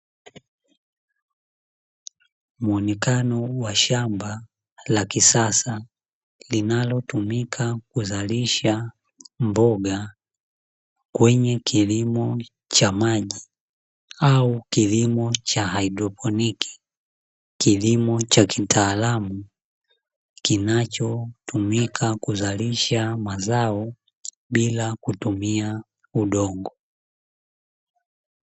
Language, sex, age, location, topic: Swahili, male, 25-35, Dar es Salaam, agriculture